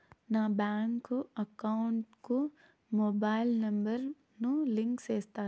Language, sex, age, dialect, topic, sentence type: Telugu, female, 18-24, Southern, banking, question